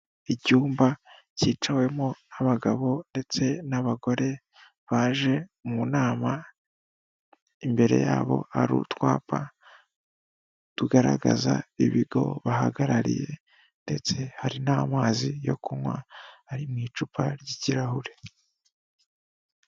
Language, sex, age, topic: Kinyarwanda, male, 18-24, government